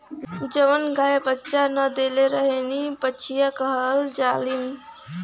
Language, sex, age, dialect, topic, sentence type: Bhojpuri, female, 60-100, Western, agriculture, statement